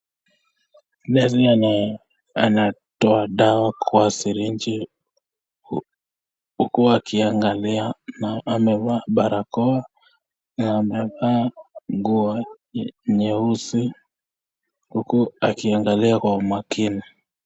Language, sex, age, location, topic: Swahili, male, 18-24, Nakuru, health